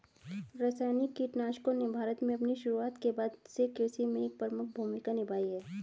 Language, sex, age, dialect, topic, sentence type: Hindi, female, 36-40, Hindustani Malvi Khadi Boli, agriculture, statement